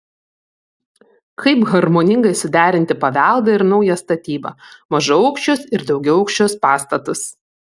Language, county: Lithuanian, Vilnius